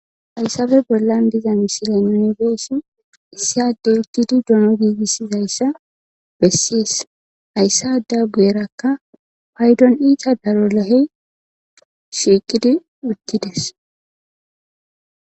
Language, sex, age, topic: Gamo, female, 18-24, agriculture